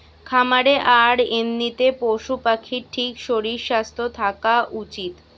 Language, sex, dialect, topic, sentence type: Bengali, female, Western, agriculture, statement